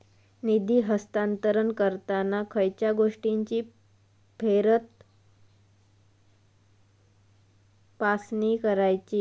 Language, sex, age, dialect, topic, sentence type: Marathi, female, 25-30, Southern Konkan, banking, question